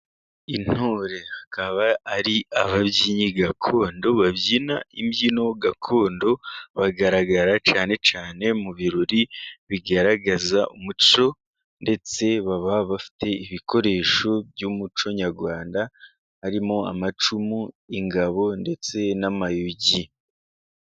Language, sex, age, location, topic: Kinyarwanda, male, 18-24, Musanze, government